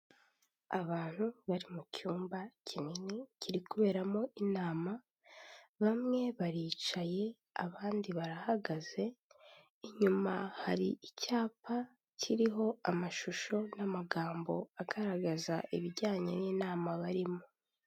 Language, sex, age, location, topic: Kinyarwanda, female, 18-24, Kigali, health